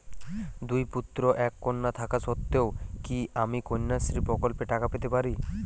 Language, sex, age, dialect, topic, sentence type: Bengali, male, 18-24, Jharkhandi, banking, question